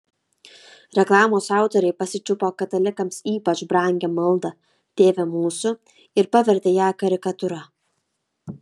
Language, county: Lithuanian, Kaunas